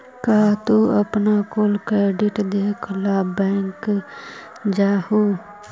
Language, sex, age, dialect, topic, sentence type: Magahi, female, 25-30, Central/Standard, agriculture, statement